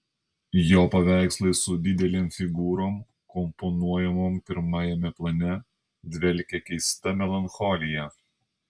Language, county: Lithuanian, Panevėžys